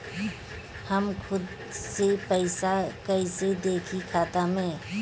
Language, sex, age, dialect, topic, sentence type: Bhojpuri, female, 36-40, Northern, banking, question